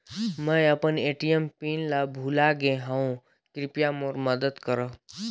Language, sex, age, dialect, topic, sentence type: Chhattisgarhi, male, 25-30, Northern/Bhandar, banking, statement